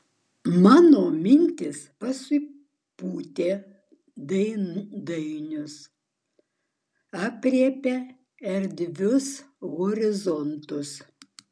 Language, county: Lithuanian, Vilnius